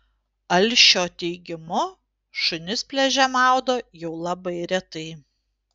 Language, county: Lithuanian, Panevėžys